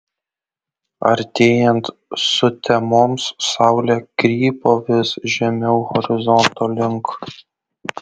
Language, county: Lithuanian, Kaunas